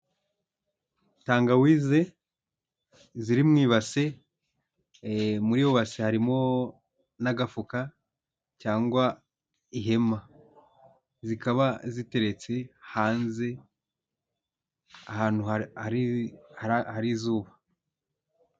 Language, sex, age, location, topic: Kinyarwanda, male, 18-24, Huye, agriculture